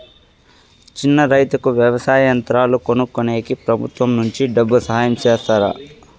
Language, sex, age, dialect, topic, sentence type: Telugu, male, 41-45, Southern, agriculture, question